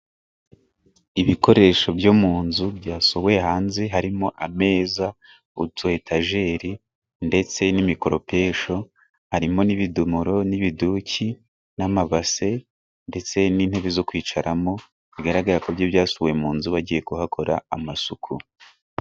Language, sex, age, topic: Kinyarwanda, male, 18-24, finance